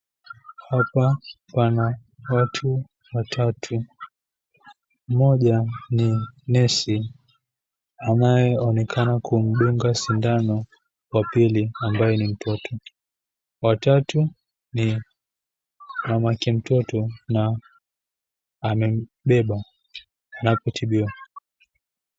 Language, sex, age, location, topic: Swahili, female, 18-24, Mombasa, health